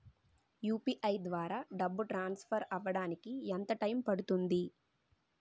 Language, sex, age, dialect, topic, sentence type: Telugu, female, 18-24, Utterandhra, banking, question